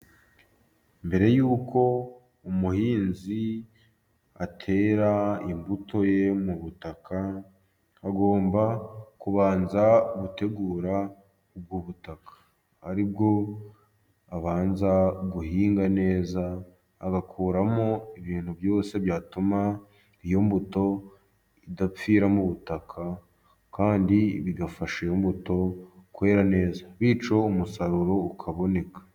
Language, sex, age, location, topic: Kinyarwanda, male, 18-24, Musanze, agriculture